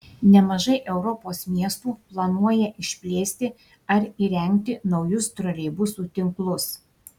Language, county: Lithuanian, Šiauliai